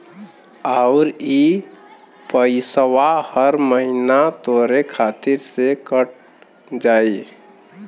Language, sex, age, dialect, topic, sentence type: Bhojpuri, male, 18-24, Western, banking, statement